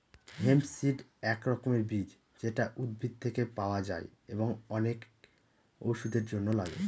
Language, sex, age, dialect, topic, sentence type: Bengali, male, 31-35, Northern/Varendri, agriculture, statement